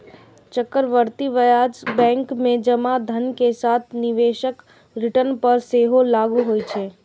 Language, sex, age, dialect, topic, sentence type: Maithili, female, 36-40, Eastern / Thethi, banking, statement